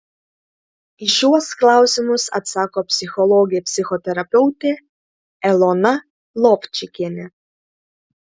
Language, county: Lithuanian, Klaipėda